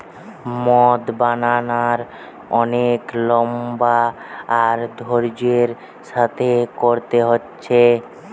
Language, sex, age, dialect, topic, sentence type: Bengali, male, 18-24, Western, agriculture, statement